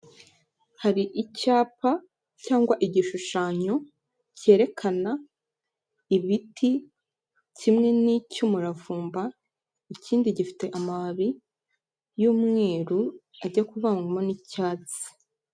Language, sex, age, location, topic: Kinyarwanda, male, 25-35, Kigali, health